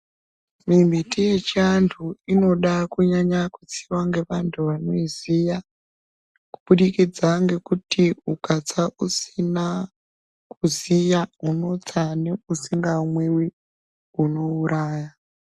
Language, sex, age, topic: Ndau, female, 36-49, health